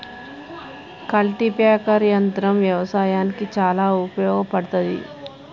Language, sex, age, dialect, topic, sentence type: Telugu, female, 41-45, Telangana, agriculture, statement